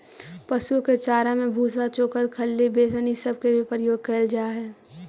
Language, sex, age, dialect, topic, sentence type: Magahi, female, 18-24, Central/Standard, agriculture, statement